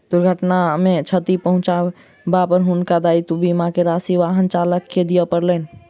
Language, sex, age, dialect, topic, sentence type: Maithili, male, 36-40, Southern/Standard, banking, statement